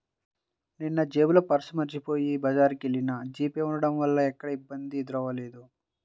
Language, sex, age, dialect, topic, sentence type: Telugu, male, 31-35, Central/Coastal, banking, statement